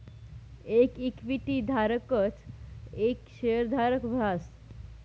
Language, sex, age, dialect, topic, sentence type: Marathi, female, 18-24, Northern Konkan, banking, statement